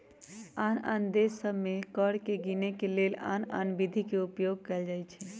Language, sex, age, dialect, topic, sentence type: Magahi, male, 18-24, Western, banking, statement